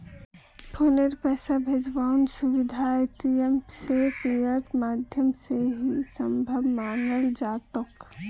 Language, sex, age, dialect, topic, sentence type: Magahi, female, 18-24, Northeastern/Surjapuri, banking, statement